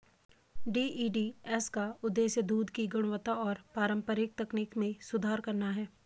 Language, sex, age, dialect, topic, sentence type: Hindi, female, 25-30, Garhwali, agriculture, statement